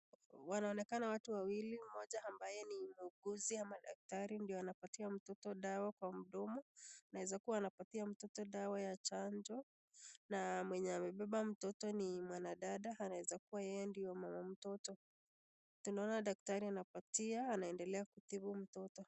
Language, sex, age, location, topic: Swahili, female, 25-35, Nakuru, health